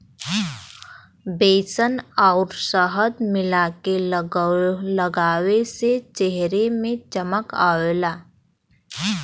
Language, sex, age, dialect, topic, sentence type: Bhojpuri, female, 18-24, Western, agriculture, statement